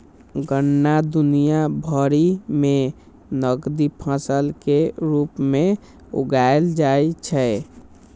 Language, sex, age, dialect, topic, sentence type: Maithili, male, 18-24, Eastern / Thethi, agriculture, statement